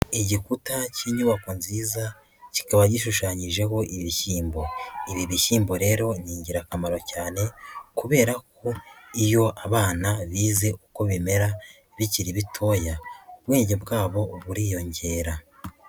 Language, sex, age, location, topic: Kinyarwanda, female, 50+, Nyagatare, education